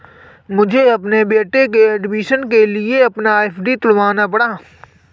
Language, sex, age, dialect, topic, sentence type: Hindi, male, 25-30, Awadhi Bundeli, banking, statement